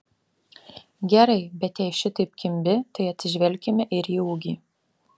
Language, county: Lithuanian, Alytus